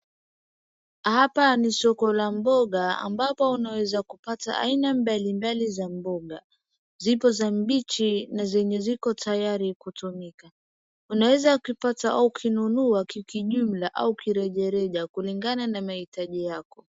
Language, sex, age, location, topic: Swahili, female, 18-24, Wajir, finance